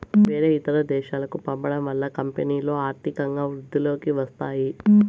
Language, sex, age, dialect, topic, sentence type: Telugu, female, 18-24, Southern, banking, statement